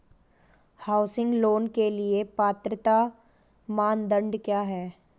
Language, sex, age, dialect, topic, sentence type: Hindi, female, 18-24, Marwari Dhudhari, banking, question